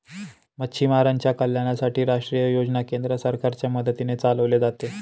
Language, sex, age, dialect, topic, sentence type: Marathi, male, 25-30, Northern Konkan, agriculture, statement